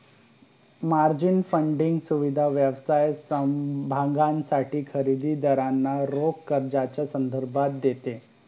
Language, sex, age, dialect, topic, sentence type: Marathi, male, 31-35, Varhadi, banking, statement